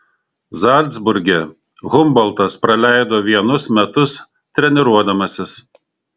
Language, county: Lithuanian, Šiauliai